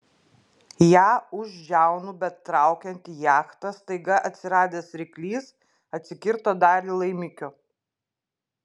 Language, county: Lithuanian, Klaipėda